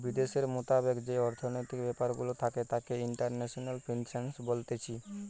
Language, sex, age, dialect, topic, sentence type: Bengali, male, 18-24, Western, banking, statement